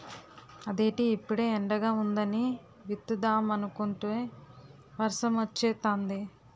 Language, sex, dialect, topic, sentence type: Telugu, female, Utterandhra, agriculture, statement